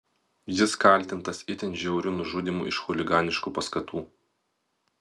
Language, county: Lithuanian, Vilnius